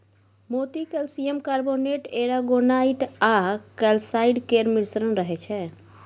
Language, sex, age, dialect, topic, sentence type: Maithili, female, 18-24, Bajjika, agriculture, statement